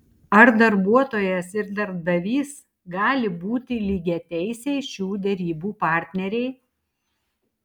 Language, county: Lithuanian, Tauragė